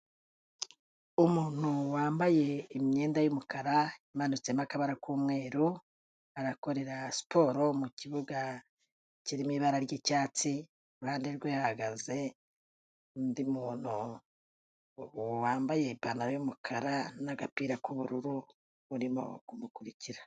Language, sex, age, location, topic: Kinyarwanda, female, 36-49, Kigali, health